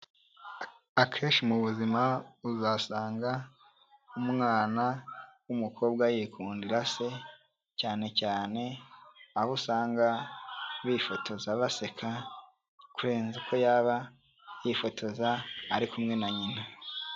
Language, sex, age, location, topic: Kinyarwanda, male, 18-24, Kigali, health